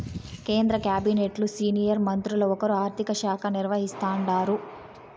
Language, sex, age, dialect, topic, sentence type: Telugu, female, 18-24, Southern, banking, statement